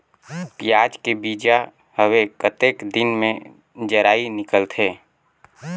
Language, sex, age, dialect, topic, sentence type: Chhattisgarhi, male, 18-24, Northern/Bhandar, agriculture, question